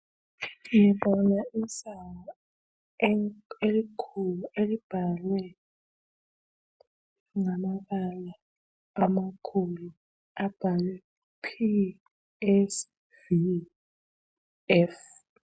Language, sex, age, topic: North Ndebele, male, 36-49, education